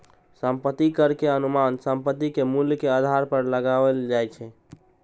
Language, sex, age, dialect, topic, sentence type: Maithili, male, 18-24, Eastern / Thethi, banking, statement